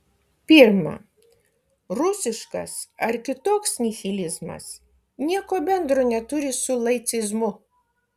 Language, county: Lithuanian, Kaunas